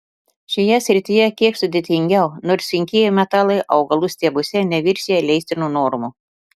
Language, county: Lithuanian, Telšiai